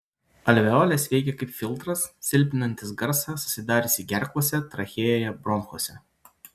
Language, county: Lithuanian, Utena